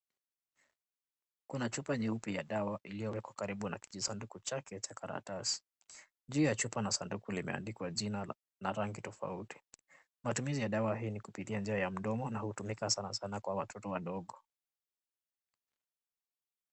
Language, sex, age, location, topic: Swahili, male, 18-24, Kisumu, health